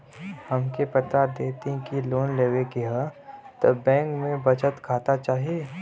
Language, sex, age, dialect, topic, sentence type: Bhojpuri, male, 41-45, Western, banking, question